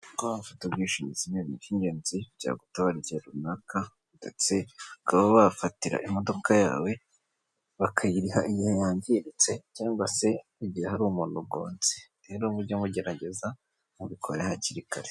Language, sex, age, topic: Kinyarwanda, male, 18-24, finance